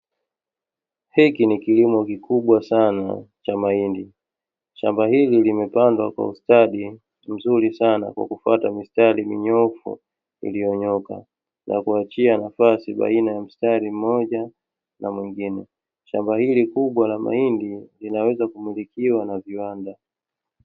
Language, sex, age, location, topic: Swahili, male, 36-49, Dar es Salaam, agriculture